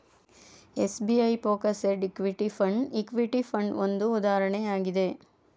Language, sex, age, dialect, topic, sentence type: Kannada, female, 31-35, Mysore Kannada, banking, statement